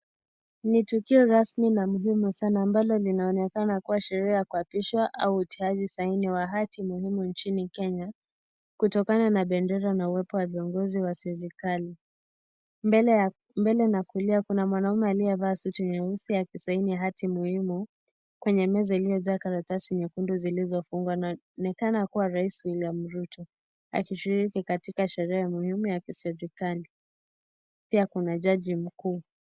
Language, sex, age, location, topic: Swahili, female, 18-24, Kisii, government